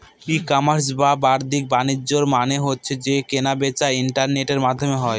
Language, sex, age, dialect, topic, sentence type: Bengali, male, 18-24, Northern/Varendri, banking, statement